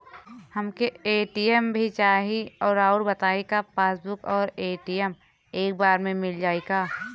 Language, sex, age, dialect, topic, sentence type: Bhojpuri, female, 18-24, Western, banking, question